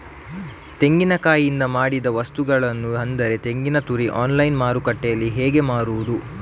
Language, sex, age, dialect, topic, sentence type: Kannada, male, 36-40, Coastal/Dakshin, agriculture, question